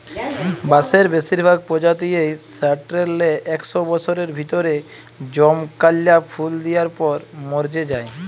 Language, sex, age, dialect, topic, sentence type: Bengali, male, 51-55, Jharkhandi, agriculture, statement